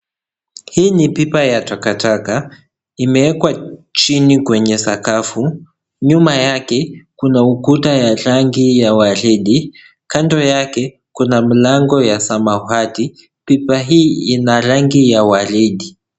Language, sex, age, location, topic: Swahili, male, 18-24, Kisii, government